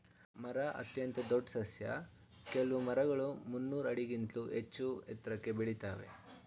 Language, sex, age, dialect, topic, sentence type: Kannada, male, 46-50, Mysore Kannada, agriculture, statement